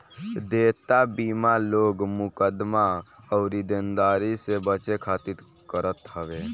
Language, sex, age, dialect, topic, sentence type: Bhojpuri, male, <18, Northern, banking, statement